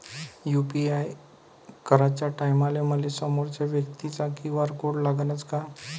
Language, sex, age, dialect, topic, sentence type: Marathi, male, 31-35, Varhadi, banking, question